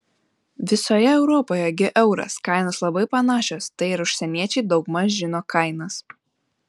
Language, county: Lithuanian, Panevėžys